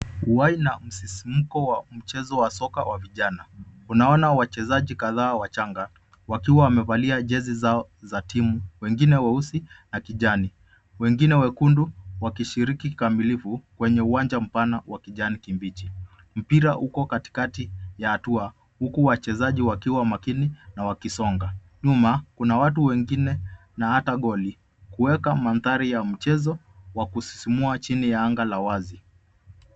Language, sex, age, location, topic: Swahili, male, 25-35, Nairobi, education